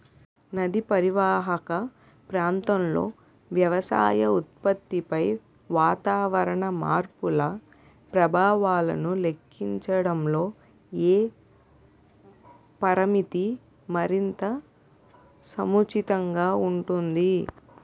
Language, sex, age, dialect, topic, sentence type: Telugu, female, 18-24, Utterandhra, agriculture, question